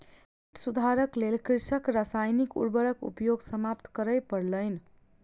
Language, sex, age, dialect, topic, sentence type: Maithili, female, 41-45, Southern/Standard, agriculture, statement